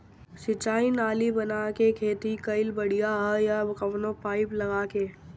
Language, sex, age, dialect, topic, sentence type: Bhojpuri, male, 60-100, Northern, agriculture, question